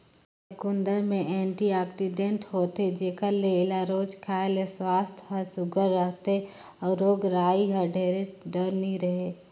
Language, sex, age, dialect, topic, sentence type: Chhattisgarhi, female, 18-24, Northern/Bhandar, agriculture, statement